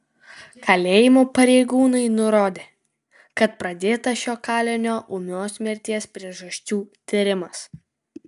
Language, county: Lithuanian, Kaunas